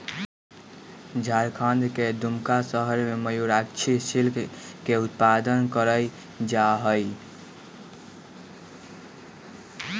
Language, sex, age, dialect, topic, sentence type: Magahi, male, 18-24, Western, agriculture, statement